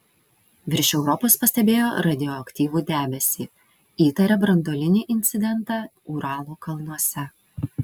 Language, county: Lithuanian, Vilnius